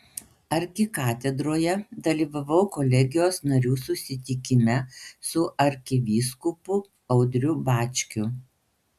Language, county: Lithuanian, Panevėžys